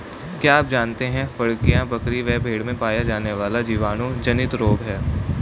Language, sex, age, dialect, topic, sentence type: Hindi, male, 18-24, Hindustani Malvi Khadi Boli, agriculture, statement